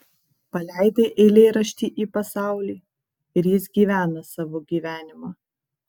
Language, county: Lithuanian, Kaunas